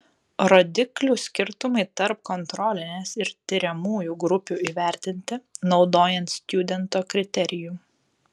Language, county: Lithuanian, Telšiai